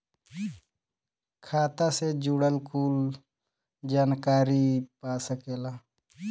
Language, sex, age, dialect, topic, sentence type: Bhojpuri, male, <18, Western, banking, statement